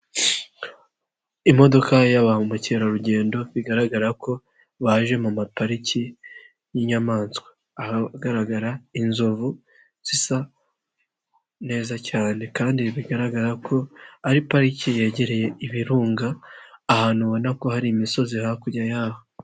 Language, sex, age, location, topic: Kinyarwanda, male, 50+, Nyagatare, agriculture